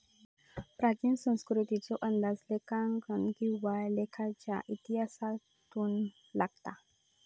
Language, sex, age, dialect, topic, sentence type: Marathi, female, 18-24, Southern Konkan, banking, statement